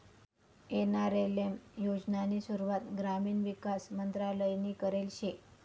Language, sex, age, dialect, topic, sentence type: Marathi, female, 25-30, Northern Konkan, banking, statement